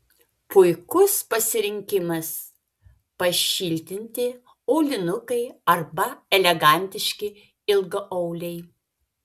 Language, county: Lithuanian, Vilnius